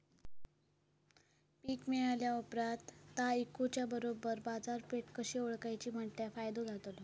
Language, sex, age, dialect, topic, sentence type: Marathi, female, 18-24, Southern Konkan, agriculture, question